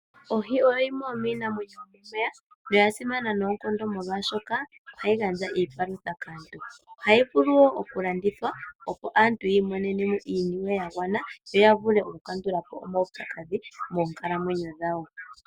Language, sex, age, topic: Oshiwambo, female, 18-24, agriculture